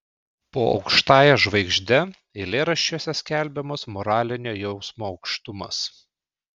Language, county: Lithuanian, Klaipėda